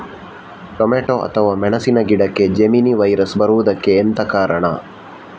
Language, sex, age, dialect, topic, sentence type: Kannada, male, 60-100, Coastal/Dakshin, agriculture, question